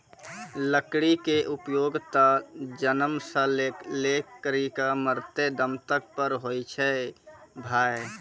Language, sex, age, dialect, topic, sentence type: Maithili, female, 25-30, Angika, agriculture, statement